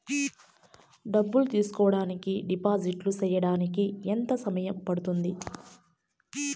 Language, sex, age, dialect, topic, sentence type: Telugu, female, 18-24, Southern, banking, question